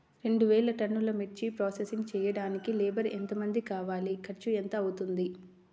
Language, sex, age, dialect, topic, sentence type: Telugu, female, 25-30, Central/Coastal, agriculture, question